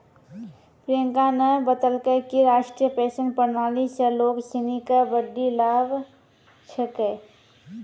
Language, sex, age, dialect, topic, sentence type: Maithili, female, 25-30, Angika, banking, statement